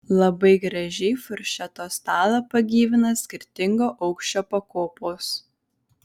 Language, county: Lithuanian, Vilnius